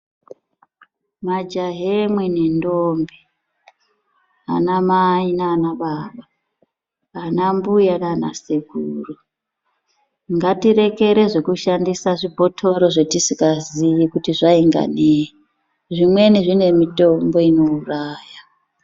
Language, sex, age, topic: Ndau, female, 36-49, health